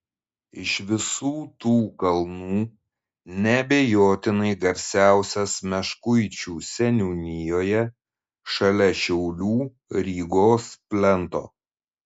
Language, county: Lithuanian, Šiauliai